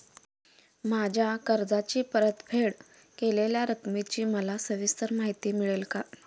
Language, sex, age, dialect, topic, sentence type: Marathi, female, 25-30, Standard Marathi, banking, question